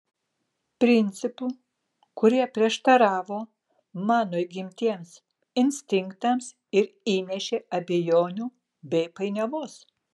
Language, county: Lithuanian, Kaunas